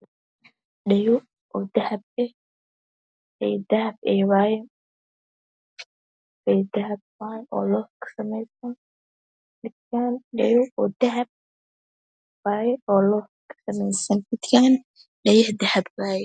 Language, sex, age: Somali, male, 18-24